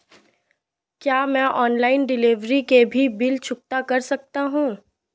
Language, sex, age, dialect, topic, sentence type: Hindi, female, 18-24, Marwari Dhudhari, banking, question